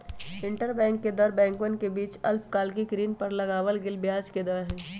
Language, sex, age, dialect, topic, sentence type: Magahi, male, 18-24, Western, banking, statement